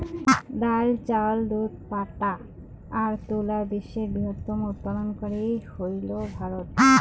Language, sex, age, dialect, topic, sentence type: Bengali, female, 25-30, Rajbangshi, agriculture, statement